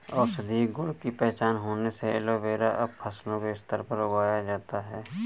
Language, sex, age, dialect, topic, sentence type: Hindi, male, 31-35, Awadhi Bundeli, agriculture, statement